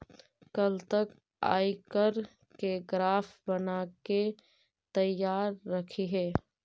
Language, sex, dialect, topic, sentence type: Magahi, female, Central/Standard, agriculture, statement